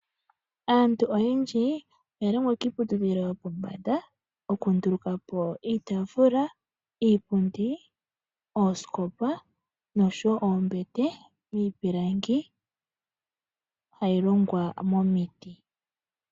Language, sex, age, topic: Oshiwambo, female, 25-35, finance